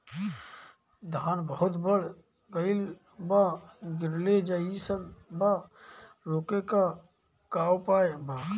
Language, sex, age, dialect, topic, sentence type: Bhojpuri, male, 25-30, Northern, agriculture, question